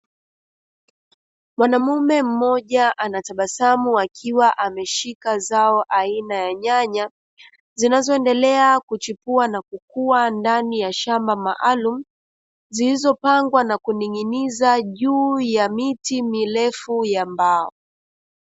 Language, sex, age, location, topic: Swahili, female, 25-35, Dar es Salaam, agriculture